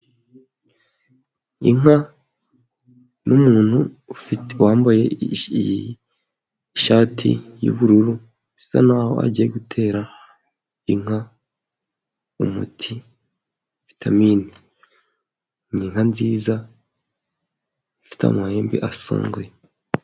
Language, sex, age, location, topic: Kinyarwanda, male, 18-24, Musanze, agriculture